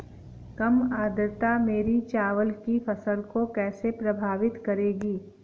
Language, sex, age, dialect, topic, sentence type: Hindi, female, 31-35, Awadhi Bundeli, agriculture, question